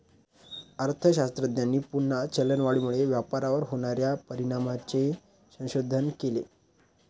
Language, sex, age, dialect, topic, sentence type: Marathi, male, 25-30, Standard Marathi, banking, statement